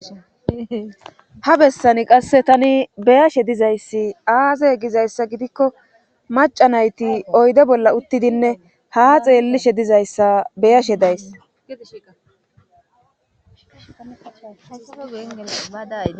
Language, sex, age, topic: Gamo, female, 36-49, government